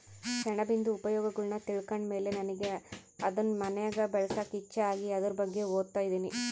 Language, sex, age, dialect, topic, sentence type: Kannada, female, 25-30, Central, agriculture, statement